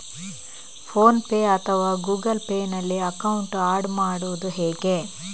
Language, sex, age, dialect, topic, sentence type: Kannada, female, 25-30, Coastal/Dakshin, banking, question